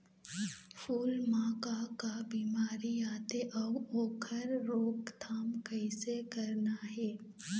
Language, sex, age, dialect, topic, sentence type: Chhattisgarhi, female, 18-24, Eastern, agriculture, statement